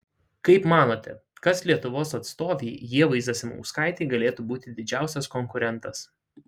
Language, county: Lithuanian, Šiauliai